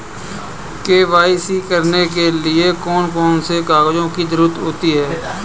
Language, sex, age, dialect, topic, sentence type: Hindi, male, 25-30, Kanauji Braj Bhasha, banking, question